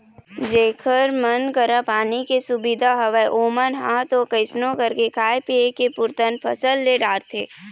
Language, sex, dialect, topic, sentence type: Chhattisgarhi, female, Eastern, agriculture, statement